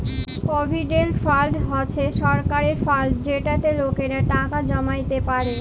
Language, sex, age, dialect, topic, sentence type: Bengali, female, 18-24, Jharkhandi, banking, statement